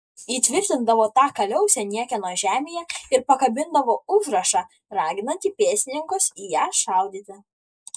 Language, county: Lithuanian, Kaunas